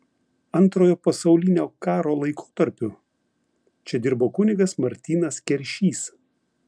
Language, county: Lithuanian, Vilnius